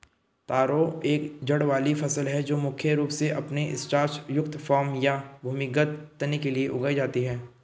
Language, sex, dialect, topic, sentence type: Hindi, male, Hindustani Malvi Khadi Boli, agriculture, statement